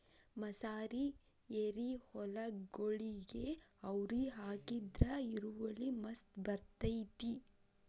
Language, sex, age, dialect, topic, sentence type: Kannada, female, 18-24, Dharwad Kannada, agriculture, statement